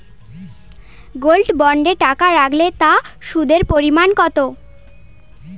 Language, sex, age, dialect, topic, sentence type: Bengali, female, 18-24, Standard Colloquial, banking, question